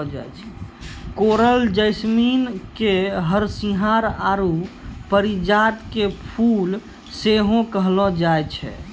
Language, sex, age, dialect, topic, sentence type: Maithili, male, 51-55, Angika, agriculture, statement